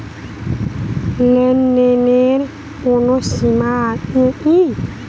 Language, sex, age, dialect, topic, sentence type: Bengali, female, 25-30, Western, banking, question